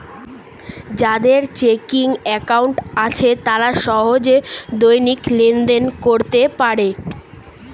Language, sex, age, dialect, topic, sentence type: Bengali, male, 36-40, Standard Colloquial, banking, statement